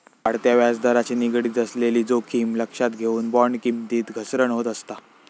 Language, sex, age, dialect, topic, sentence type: Marathi, male, 18-24, Southern Konkan, banking, statement